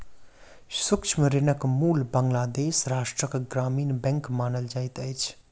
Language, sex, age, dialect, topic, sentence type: Maithili, male, 25-30, Southern/Standard, banking, statement